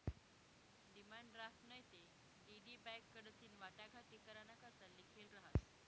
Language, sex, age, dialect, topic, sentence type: Marathi, female, 18-24, Northern Konkan, banking, statement